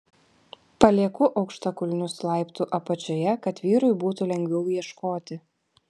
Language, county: Lithuanian, Vilnius